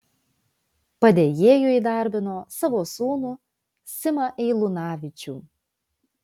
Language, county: Lithuanian, Vilnius